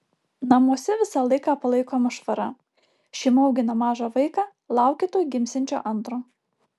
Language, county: Lithuanian, Alytus